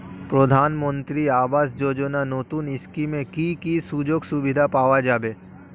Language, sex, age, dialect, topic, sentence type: Bengali, male, 25-30, Standard Colloquial, banking, question